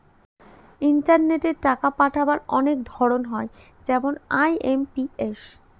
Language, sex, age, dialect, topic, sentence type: Bengali, female, 31-35, Northern/Varendri, banking, statement